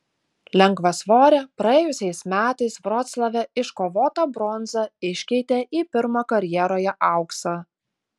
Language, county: Lithuanian, Utena